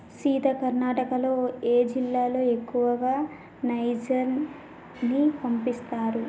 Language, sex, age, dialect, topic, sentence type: Telugu, female, 18-24, Telangana, agriculture, statement